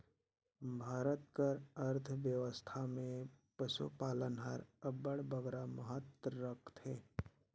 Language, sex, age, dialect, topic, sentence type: Chhattisgarhi, male, 56-60, Northern/Bhandar, agriculture, statement